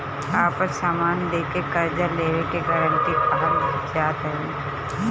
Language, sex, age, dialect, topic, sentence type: Bhojpuri, female, 25-30, Northern, banking, statement